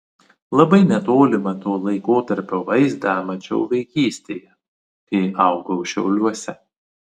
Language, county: Lithuanian, Vilnius